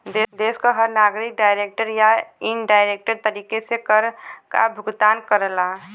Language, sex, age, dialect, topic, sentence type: Bhojpuri, female, 18-24, Western, banking, statement